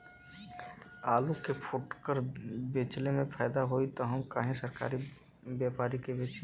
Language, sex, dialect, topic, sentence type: Bhojpuri, male, Western, agriculture, question